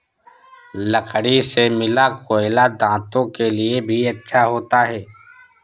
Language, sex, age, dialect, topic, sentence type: Hindi, male, 51-55, Awadhi Bundeli, agriculture, statement